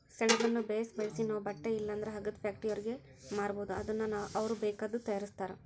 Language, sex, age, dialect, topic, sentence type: Kannada, female, 56-60, Central, agriculture, statement